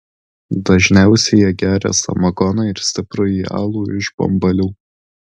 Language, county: Lithuanian, Alytus